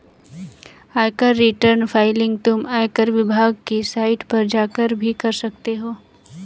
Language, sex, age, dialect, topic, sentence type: Hindi, female, 18-24, Kanauji Braj Bhasha, banking, statement